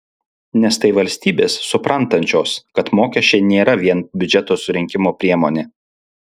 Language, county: Lithuanian, Alytus